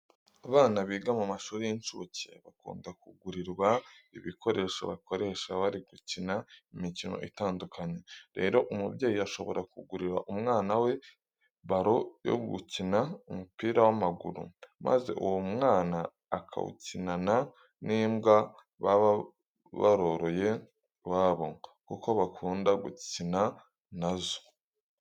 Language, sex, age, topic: Kinyarwanda, male, 18-24, education